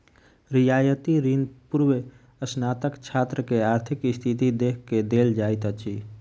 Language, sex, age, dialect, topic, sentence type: Maithili, male, 46-50, Southern/Standard, banking, statement